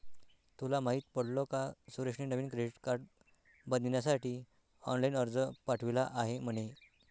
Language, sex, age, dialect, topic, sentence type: Marathi, male, 60-100, Northern Konkan, banking, statement